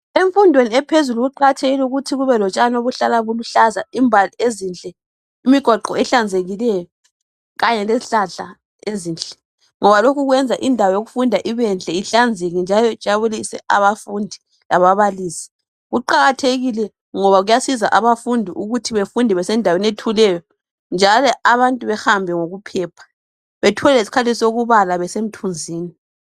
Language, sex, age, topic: North Ndebele, female, 25-35, education